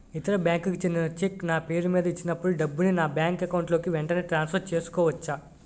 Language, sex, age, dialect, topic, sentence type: Telugu, male, 18-24, Utterandhra, banking, question